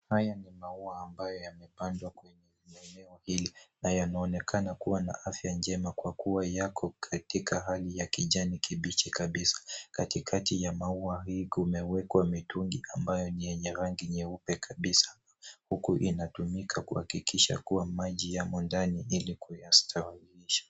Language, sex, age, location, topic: Swahili, male, 18-24, Nairobi, agriculture